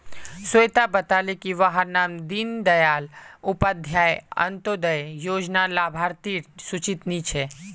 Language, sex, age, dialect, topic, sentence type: Magahi, male, 18-24, Northeastern/Surjapuri, banking, statement